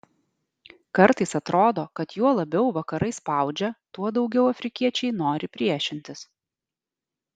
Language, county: Lithuanian, Alytus